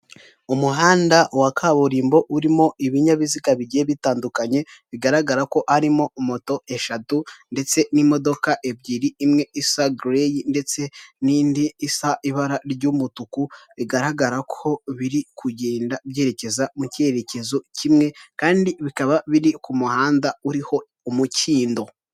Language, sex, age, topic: Kinyarwanda, male, 18-24, government